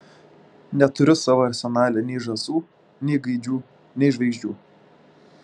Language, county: Lithuanian, Šiauliai